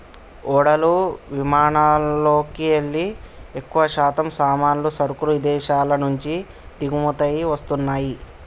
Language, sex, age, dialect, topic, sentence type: Telugu, male, 18-24, Telangana, banking, statement